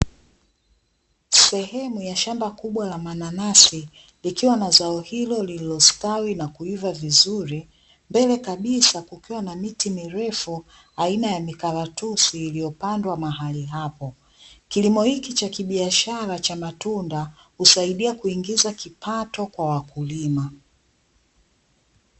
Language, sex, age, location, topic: Swahili, female, 25-35, Dar es Salaam, agriculture